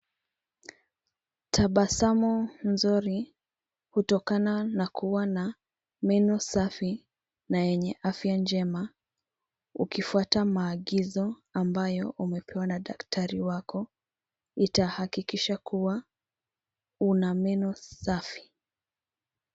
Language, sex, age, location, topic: Swahili, female, 25-35, Nairobi, health